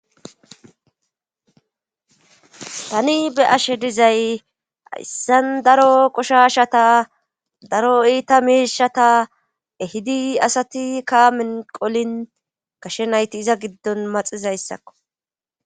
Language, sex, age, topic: Gamo, female, 25-35, government